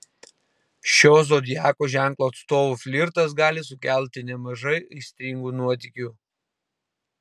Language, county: Lithuanian, Panevėžys